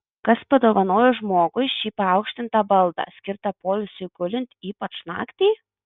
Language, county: Lithuanian, Marijampolė